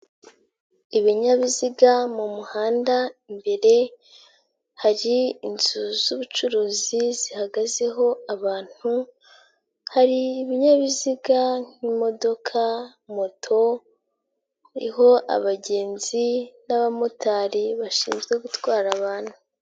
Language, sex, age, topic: Kinyarwanda, female, 18-24, finance